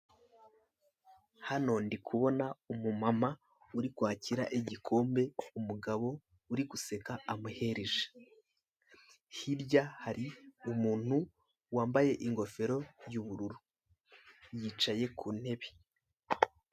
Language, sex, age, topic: Kinyarwanda, male, 18-24, finance